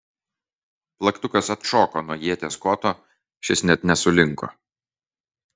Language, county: Lithuanian, Vilnius